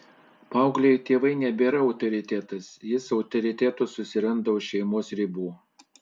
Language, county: Lithuanian, Panevėžys